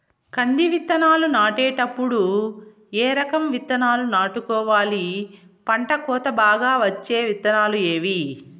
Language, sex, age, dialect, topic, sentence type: Telugu, female, 36-40, Southern, agriculture, question